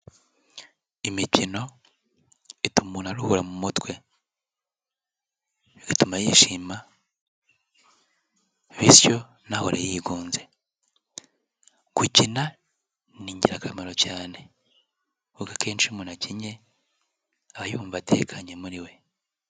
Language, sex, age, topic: Kinyarwanda, male, 18-24, health